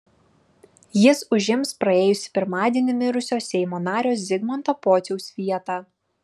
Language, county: Lithuanian, Klaipėda